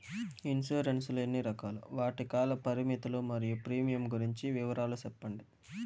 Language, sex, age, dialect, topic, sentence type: Telugu, male, 18-24, Southern, banking, question